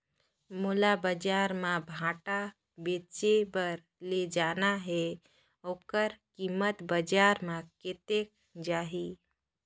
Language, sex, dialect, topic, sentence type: Chhattisgarhi, female, Northern/Bhandar, agriculture, question